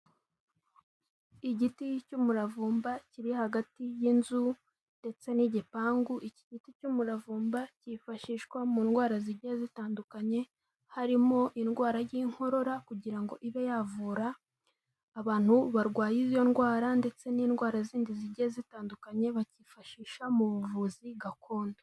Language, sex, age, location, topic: Kinyarwanda, female, 18-24, Kigali, health